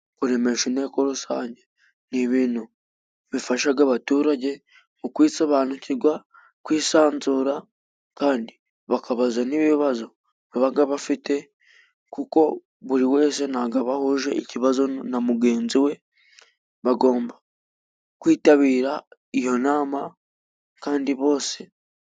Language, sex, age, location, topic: Kinyarwanda, female, 36-49, Musanze, government